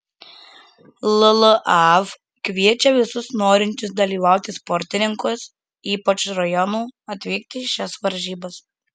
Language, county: Lithuanian, Marijampolė